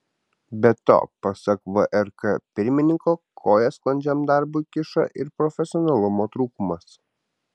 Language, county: Lithuanian, Kaunas